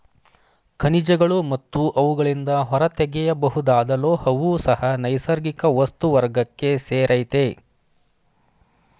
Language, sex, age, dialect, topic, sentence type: Kannada, male, 25-30, Mysore Kannada, agriculture, statement